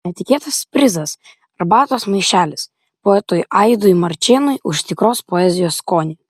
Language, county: Lithuanian, Vilnius